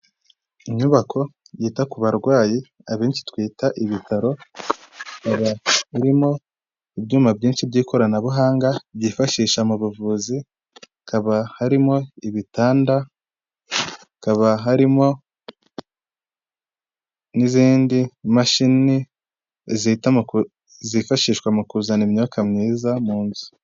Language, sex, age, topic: Kinyarwanda, male, 18-24, health